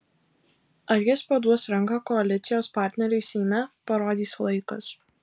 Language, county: Lithuanian, Alytus